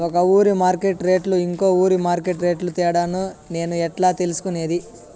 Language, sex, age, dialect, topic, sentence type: Telugu, male, 31-35, Southern, agriculture, question